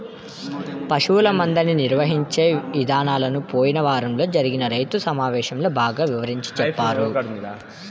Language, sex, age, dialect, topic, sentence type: Telugu, male, 18-24, Central/Coastal, agriculture, statement